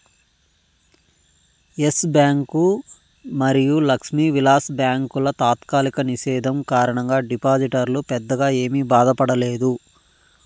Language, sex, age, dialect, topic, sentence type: Telugu, male, 31-35, Southern, banking, statement